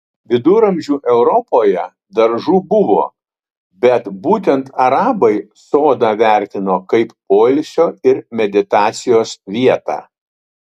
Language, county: Lithuanian, Utena